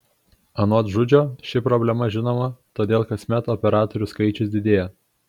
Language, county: Lithuanian, Kaunas